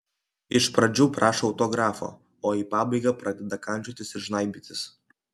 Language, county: Lithuanian, Kaunas